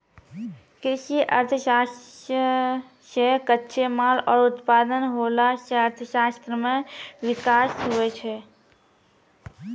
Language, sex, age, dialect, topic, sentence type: Maithili, female, 25-30, Angika, agriculture, statement